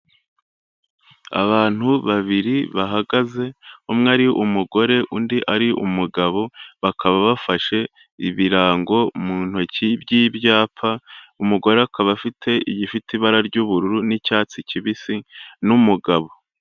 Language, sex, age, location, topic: Kinyarwanda, male, 25-35, Kigali, health